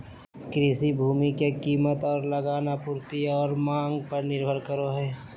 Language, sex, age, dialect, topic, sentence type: Magahi, male, 18-24, Southern, agriculture, statement